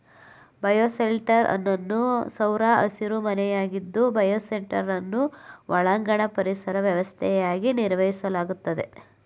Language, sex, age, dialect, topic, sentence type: Kannada, male, 18-24, Mysore Kannada, agriculture, statement